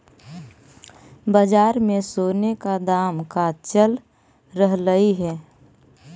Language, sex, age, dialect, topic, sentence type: Magahi, male, 18-24, Central/Standard, banking, statement